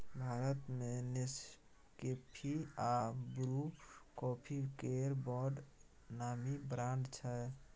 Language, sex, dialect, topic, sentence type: Maithili, male, Bajjika, agriculture, statement